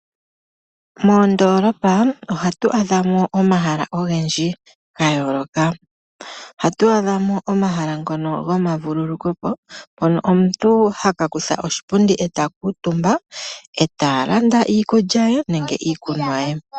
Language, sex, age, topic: Oshiwambo, male, 36-49, agriculture